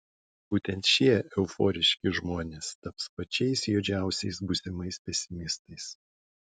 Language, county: Lithuanian, Šiauliai